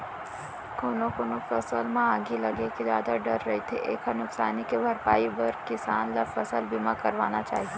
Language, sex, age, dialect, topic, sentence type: Chhattisgarhi, female, 18-24, Central, banking, statement